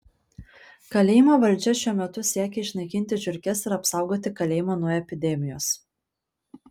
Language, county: Lithuanian, Panevėžys